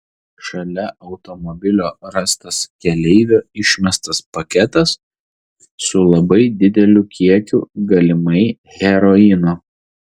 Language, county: Lithuanian, Vilnius